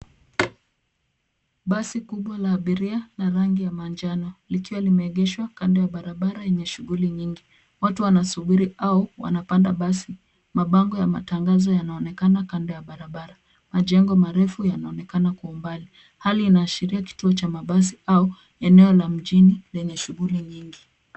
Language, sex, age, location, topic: Swahili, female, 25-35, Nairobi, government